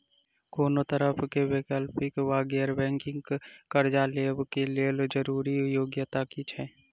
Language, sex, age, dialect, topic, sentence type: Maithili, female, 25-30, Southern/Standard, banking, question